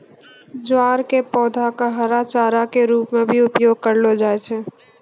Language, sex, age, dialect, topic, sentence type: Maithili, female, 18-24, Angika, agriculture, statement